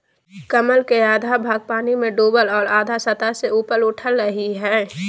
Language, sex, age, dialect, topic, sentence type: Magahi, female, 18-24, Southern, agriculture, statement